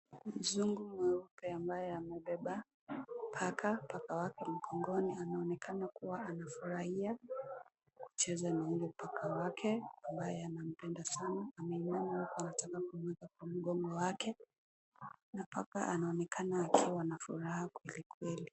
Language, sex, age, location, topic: Swahili, female, 18-24, Nairobi, government